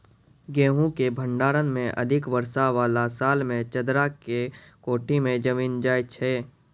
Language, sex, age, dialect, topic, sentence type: Maithili, male, 18-24, Angika, agriculture, question